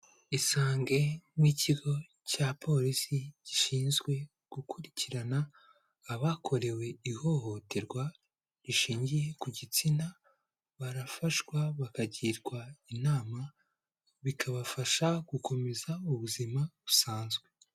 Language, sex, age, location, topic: Kinyarwanda, male, 18-24, Kigali, health